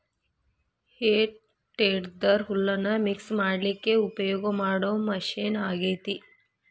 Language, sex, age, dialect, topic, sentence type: Kannada, female, 41-45, Dharwad Kannada, agriculture, statement